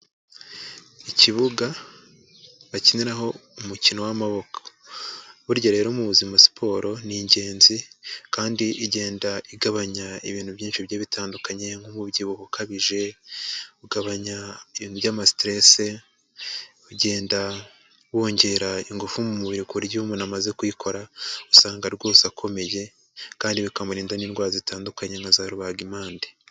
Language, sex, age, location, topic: Kinyarwanda, male, 25-35, Huye, education